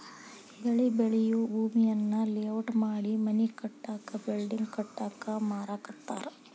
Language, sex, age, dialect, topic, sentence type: Kannada, female, 25-30, Dharwad Kannada, agriculture, statement